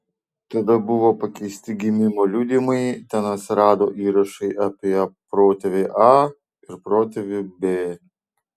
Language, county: Lithuanian, Vilnius